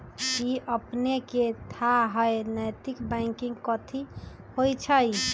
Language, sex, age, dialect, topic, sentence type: Magahi, female, 25-30, Western, banking, statement